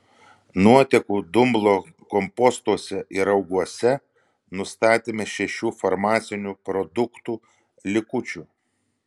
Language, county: Lithuanian, Vilnius